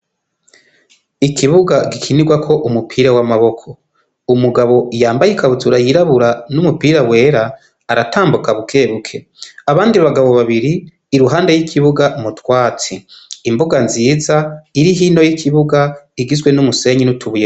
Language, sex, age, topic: Rundi, male, 25-35, education